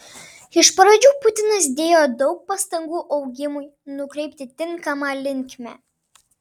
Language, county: Lithuanian, Panevėžys